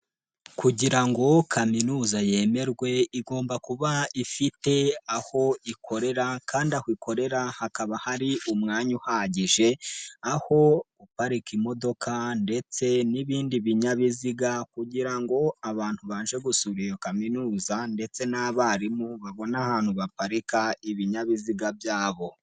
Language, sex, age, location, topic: Kinyarwanda, male, 18-24, Nyagatare, education